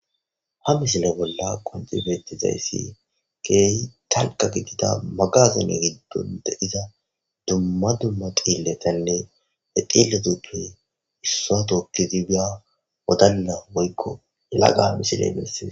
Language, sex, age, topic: Gamo, male, 18-24, agriculture